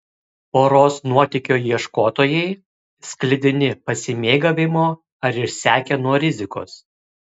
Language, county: Lithuanian, Kaunas